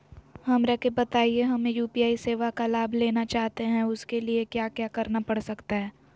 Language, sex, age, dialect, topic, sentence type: Magahi, female, 18-24, Southern, banking, question